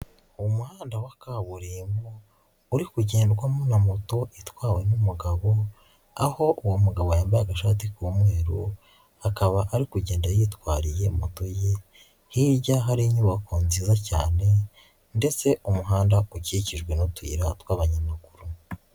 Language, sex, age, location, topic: Kinyarwanda, male, 18-24, Nyagatare, finance